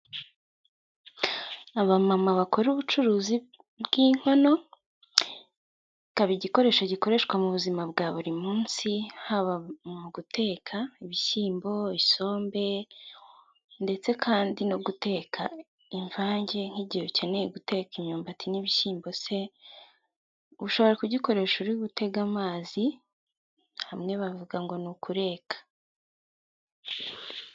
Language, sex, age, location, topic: Kinyarwanda, female, 18-24, Gakenke, government